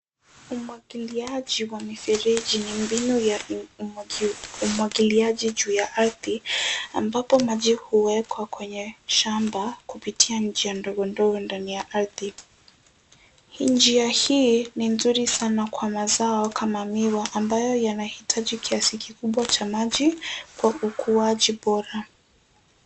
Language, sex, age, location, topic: Swahili, female, 18-24, Nairobi, agriculture